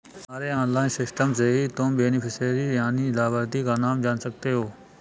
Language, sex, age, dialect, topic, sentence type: Hindi, male, 25-30, Awadhi Bundeli, banking, statement